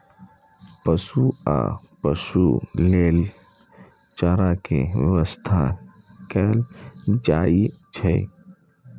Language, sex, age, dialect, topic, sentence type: Maithili, male, 25-30, Eastern / Thethi, agriculture, statement